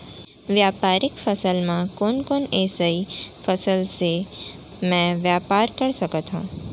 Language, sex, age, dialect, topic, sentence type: Chhattisgarhi, female, 18-24, Central, agriculture, question